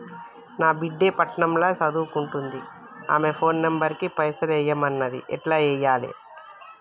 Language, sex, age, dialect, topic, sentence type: Telugu, female, 36-40, Telangana, banking, question